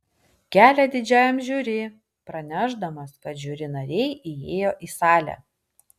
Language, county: Lithuanian, Vilnius